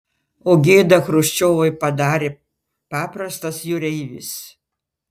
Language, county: Lithuanian, Panevėžys